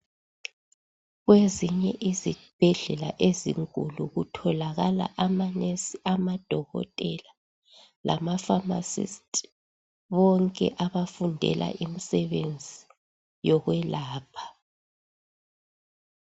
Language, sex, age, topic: North Ndebele, female, 36-49, health